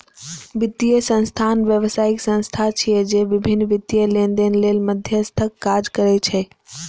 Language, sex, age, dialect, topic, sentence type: Maithili, male, 25-30, Eastern / Thethi, banking, statement